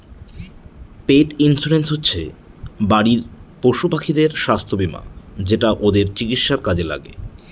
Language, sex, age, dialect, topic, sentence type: Bengali, male, 31-35, Northern/Varendri, banking, statement